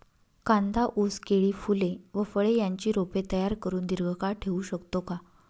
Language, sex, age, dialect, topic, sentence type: Marathi, female, 31-35, Northern Konkan, agriculture, question